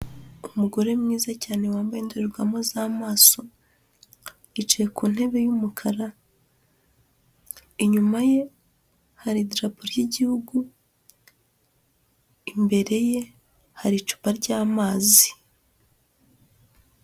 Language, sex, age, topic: Kinyarwanda, female, 25-35, government